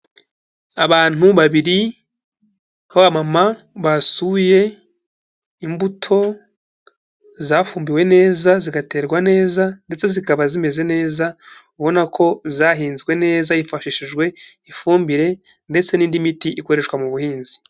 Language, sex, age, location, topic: Kinyarwanda, male, 25-35, Kigali, agriculture